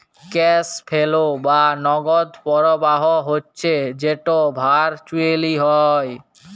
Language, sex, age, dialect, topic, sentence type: Bengali, male, 18-24, Jharkhandi, banking, statement